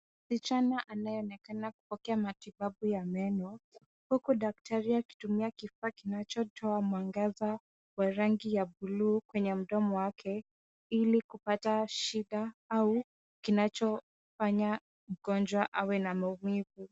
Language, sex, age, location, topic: Swahili, female, 18-24, Kisumu, health